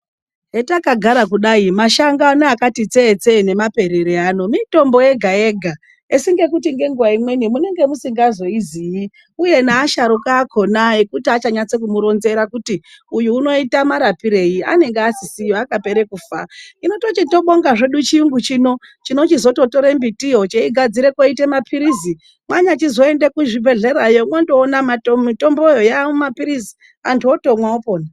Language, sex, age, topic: Ndau, female, 36-49, health